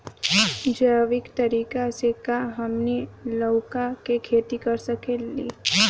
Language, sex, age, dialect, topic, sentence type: Bhojpuri, female, 18-24, Southern / Standard, agriculture, question